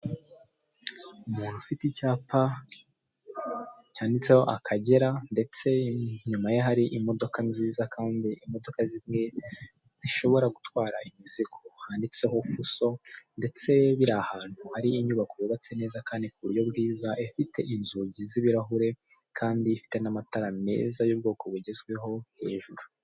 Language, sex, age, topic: Kinyarwanda, male, 18-24, finance